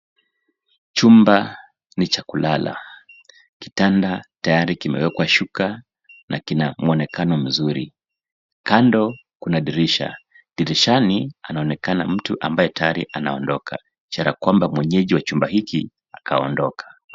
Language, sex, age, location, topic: Swahili, male, 25-35, Nairobi, education